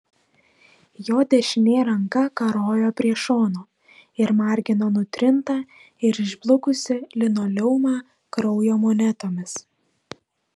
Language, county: Lithuanian, Vilnius